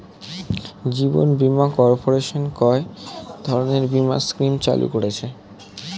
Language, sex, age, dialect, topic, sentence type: Bengali, male, 18-24, Standard Colloquial, banking, question